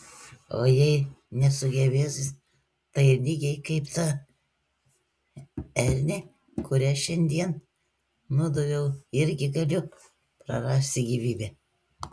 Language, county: Lithuanian, Klaipėda